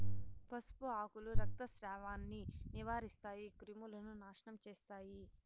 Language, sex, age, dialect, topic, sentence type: Telugu, female, 60-100, Southern, agriculture, statement